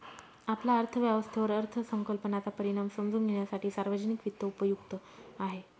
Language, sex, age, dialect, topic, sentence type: Marathi, female, 36-40, Northern Konkan, banking, statement